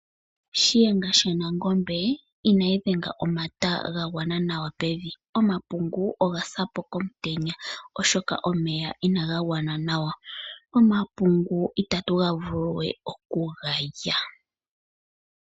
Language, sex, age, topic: Oshiwambo, female, 25-35, agriculture